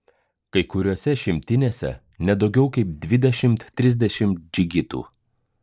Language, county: Lithuanian, Klaipėda